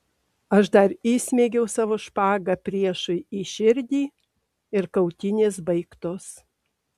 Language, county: Lithuanian, Alytus